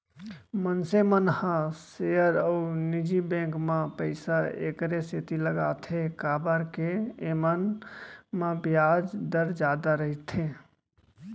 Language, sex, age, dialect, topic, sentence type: Chhattisgarhi, male, 25-30, Central, banking, statement